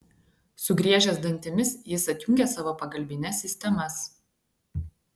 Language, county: Lithuanian, Klaipėda